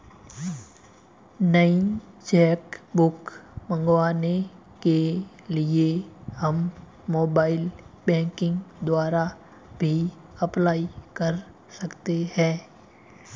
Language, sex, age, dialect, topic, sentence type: Hindi, male, 18-24, Marwari Dhudhari, banking, statement